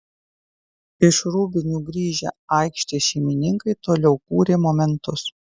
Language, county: Lithuanian, Kaunas